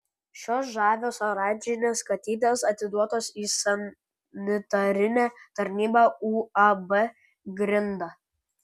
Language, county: Lithuanian, Kaunas